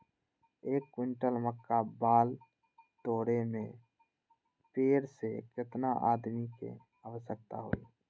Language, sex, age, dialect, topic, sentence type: Magahi, male, 46-50, Western, agriculture, question